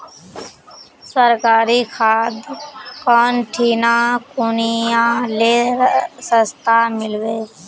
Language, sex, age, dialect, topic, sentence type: Magahi, male, 18-24, Northeastern/Surjapuri, agriculture, question